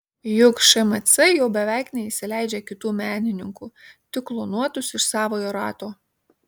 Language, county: Lithuanian, Kaunas